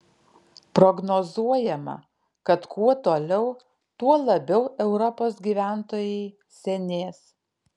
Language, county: Lithuanian, Alytus